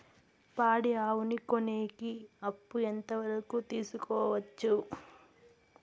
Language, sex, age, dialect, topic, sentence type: Telugu, female, 18-24, Southern, banking, question